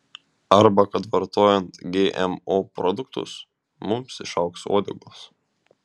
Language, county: Lithuanian, Šiauliai